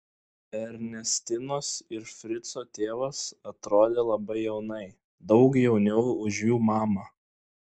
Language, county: Lithuanian, Klaipėda